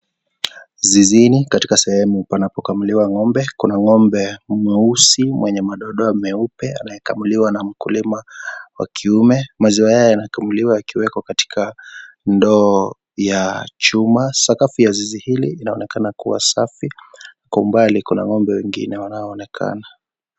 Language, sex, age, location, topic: Swahili, male, 25-35, Kisii, agriculture